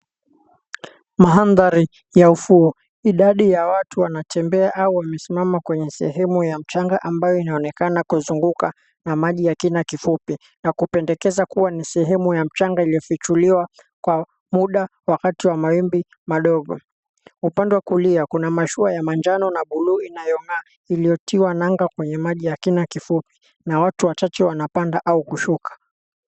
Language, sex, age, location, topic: Swahili, male, 18-24, Mombasa, government